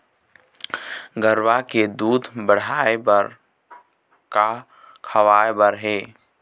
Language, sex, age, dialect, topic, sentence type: Chhattisgarhi, male, 18-24, Eastern, agriculture, question